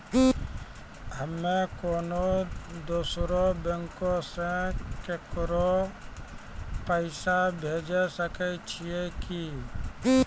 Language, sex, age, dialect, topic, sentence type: Maithili, male, 36-40, Angika, banking, statement